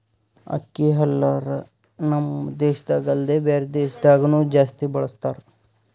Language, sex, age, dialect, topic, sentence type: Kannada, male, 18-24, Northeastern, agriculture, statement